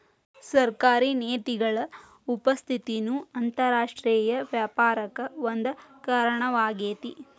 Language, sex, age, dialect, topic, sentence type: Kannada, female, 36-40, Dharwad Kannada, banking, statement